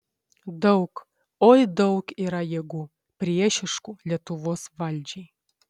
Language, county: Lithuanian, Šiauliai